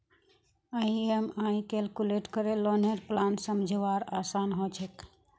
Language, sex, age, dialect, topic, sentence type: Magahi, female, 46-50, Northeastern/Surjapuri, banking, statement